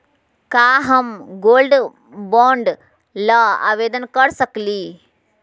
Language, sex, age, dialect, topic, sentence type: Magahi, female, 51-55, Southern, banking, question